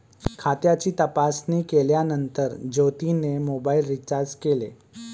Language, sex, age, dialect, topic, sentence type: Marathi, male, 31-35, Varhadi, banking, statement